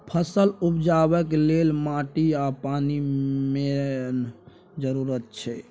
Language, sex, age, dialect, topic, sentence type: Maithili, male, 41-45, Bajjika, agriculture, statement